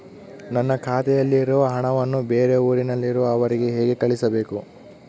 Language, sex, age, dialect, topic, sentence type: Kannada, male, 18-24, Central, banking, question